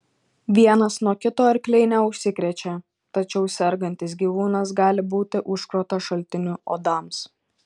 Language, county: Lithuanian, Šiauliai